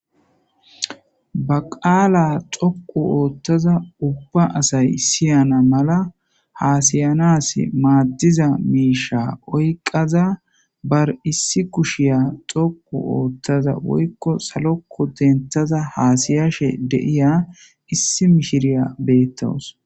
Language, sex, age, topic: Gamo, male, 18-24, government